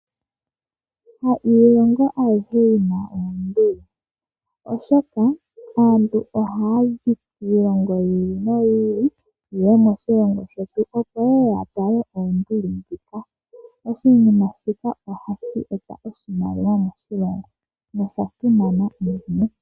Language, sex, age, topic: Oshiwambo, female, 18-24, agriculture